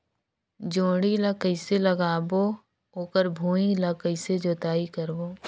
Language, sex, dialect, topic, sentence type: Chhattisgarhi, female, Northern/Bhandar, agriculture, question